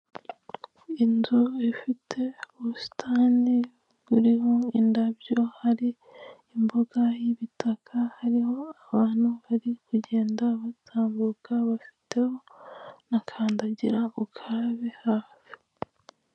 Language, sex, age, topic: Kinyarwanda, female, 25-35, government